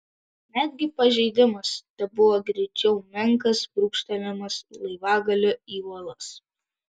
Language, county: Lithuanian, Vilnius